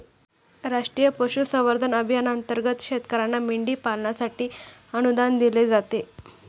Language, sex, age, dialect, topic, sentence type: Marathi, female, 18-24, Standard Marathi, agriculture, statement